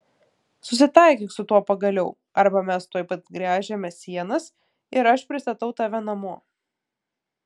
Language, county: Lithuanian, Klaipėda